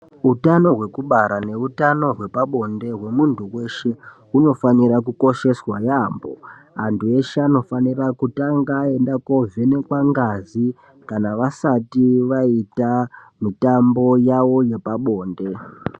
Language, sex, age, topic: Ndau, male, 18-24, health